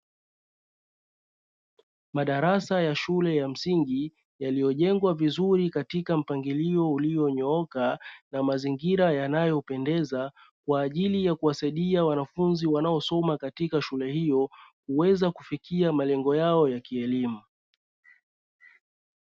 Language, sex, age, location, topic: Swahili, male, 25-35, Dar es Salaam, education